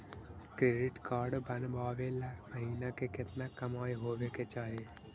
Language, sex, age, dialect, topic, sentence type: Magahi, male, 56-60, Central/Standard, banking, question